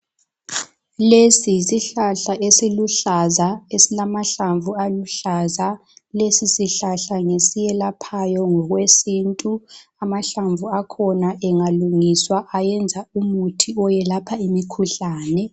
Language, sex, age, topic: North Ndebele, female, 18-24, health